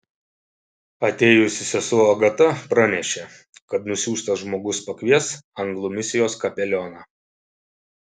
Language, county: Lithuanian, Šiauliai